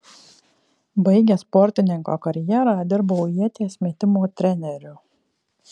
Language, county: Lithuanian, Kaunas